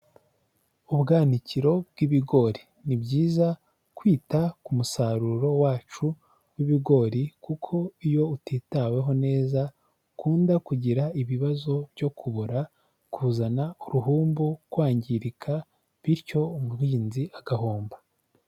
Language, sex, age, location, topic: Kinyarwanda, male, 18-24, Huye, agriculture